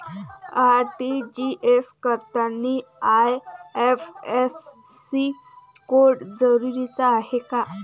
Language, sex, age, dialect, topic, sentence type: Marathi, female, 18-24, Varhadi, banking, question